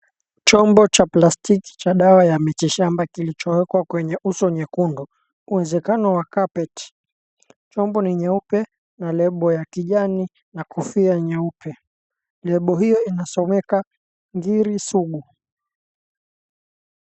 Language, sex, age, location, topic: Swahili, male, 18-24, Mombasa, health